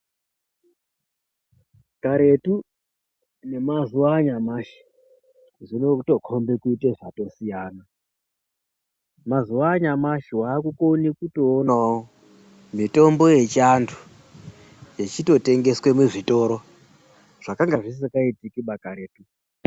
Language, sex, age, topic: Ndau, male, 36-49, health